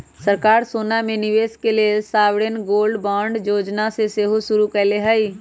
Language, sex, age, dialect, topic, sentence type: Magahi, female, 18-24, Western, banking, statement